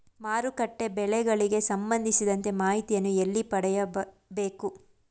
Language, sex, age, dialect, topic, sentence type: Kannada, female, 25-30, Mysore Kannada, agriculture, question